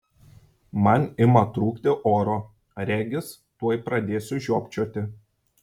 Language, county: Lithuanian, Šiauliai